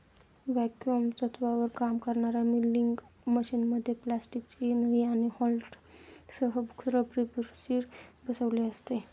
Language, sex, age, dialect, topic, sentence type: Marathi, male, 51-55, Standard Marathi, agriculture, statement